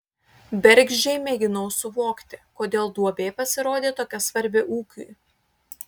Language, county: Lithuanian, Klaipėda